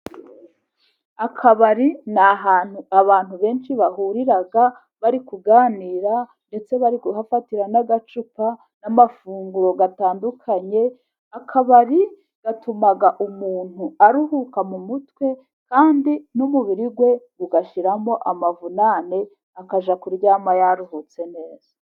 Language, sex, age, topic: Kinyarwanda, female, 36-49, finance